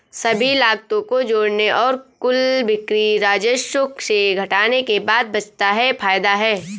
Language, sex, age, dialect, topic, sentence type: Hindi, female, 25-30, Awadhi Bundeli, banking, statement